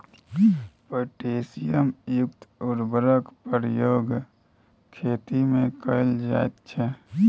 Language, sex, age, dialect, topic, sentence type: Maithili, male, 18-24, Bajjika, agriculture, statement